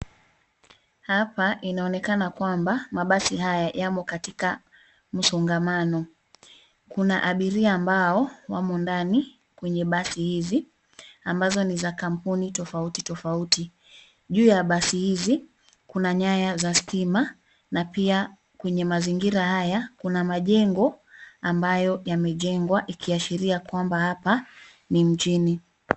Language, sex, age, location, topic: Swahili, female, 36-49, Nairobi, government